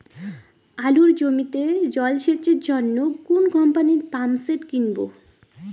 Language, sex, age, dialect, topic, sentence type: Bengali, female, 18-24, Rajbangshi, agriculture, question